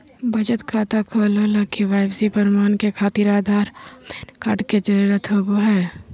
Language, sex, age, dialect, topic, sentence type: Magahi, female, 51-55, Southern, banking, statement